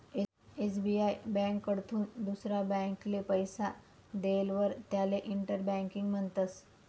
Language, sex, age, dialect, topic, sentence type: Marathi, female, 25-30, Northern Konkan, banking, statement